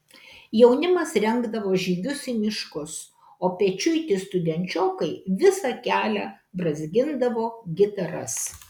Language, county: Lithuanian, Kaunas